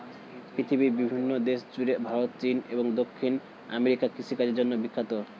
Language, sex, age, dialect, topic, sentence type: Bengali, male, 18-24, Standard Colloquial, agriculture, statement